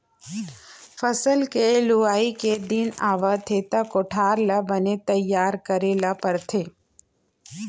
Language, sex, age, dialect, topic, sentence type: Chhattisgarhi, female, 36-40, Central, agriculture, statement